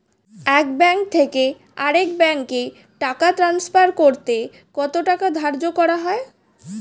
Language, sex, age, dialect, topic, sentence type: Bengali, female, 18-24, Standard Colloquial, banking, question